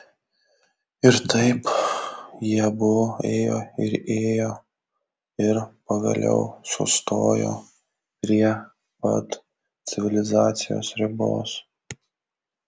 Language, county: Lithuanian, Kaunas